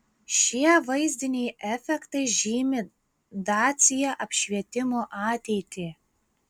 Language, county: Lithuanian, Klaipėda